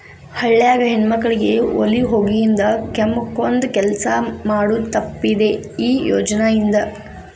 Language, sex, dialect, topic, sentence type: Kannada, female, Dharwad Kannada, agriculture, statement